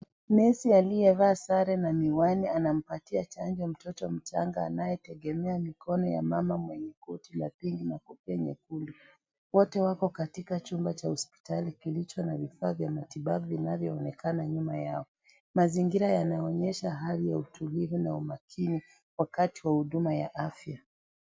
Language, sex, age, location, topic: Swahili, female, 36-49, Kisii, health